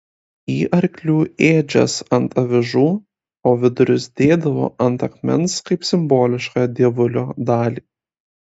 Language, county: Lithuanian, Kaunas